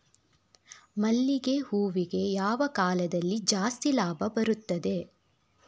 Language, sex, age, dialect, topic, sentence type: Kannada, female, 36-40, Coastal/Dakshin, agriculture, question